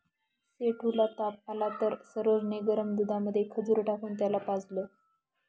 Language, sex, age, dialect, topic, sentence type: Marathi, female, 25-30, Northern Konkan, agriculture, statement